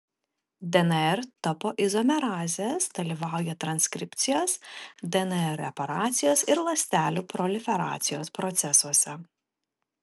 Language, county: Lithuanian, Telšiai